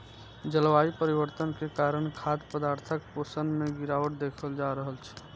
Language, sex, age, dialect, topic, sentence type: Maithili, male, 25-30, Eastern / Thethi, agriculture, statement